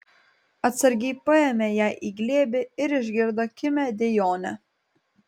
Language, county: Lithuanian, Kaunas